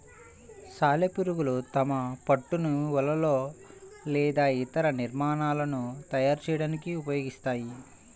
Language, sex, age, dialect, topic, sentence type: Telugu, male, 25-30, Central/Coastal, agriculture, statement